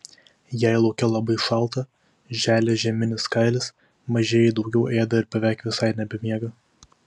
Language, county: Lithuanian, Vilnius